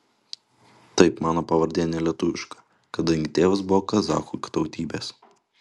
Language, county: Lithuanian, Utena